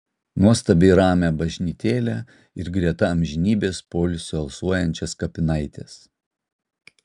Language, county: Lithuanian, Utena